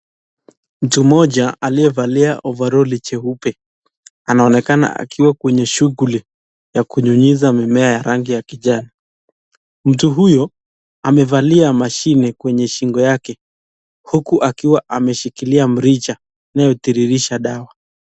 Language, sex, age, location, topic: Swahili, male, 25-35, Nakuru, health